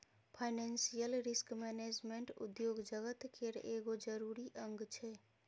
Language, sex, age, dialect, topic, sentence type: Maithili, female, 18-24, Bajjika, banking, statement